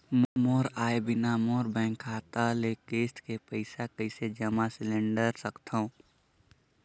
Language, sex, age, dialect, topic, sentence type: Chhattisgarhi, male, 18-24, Northern/Bhandar, banking, question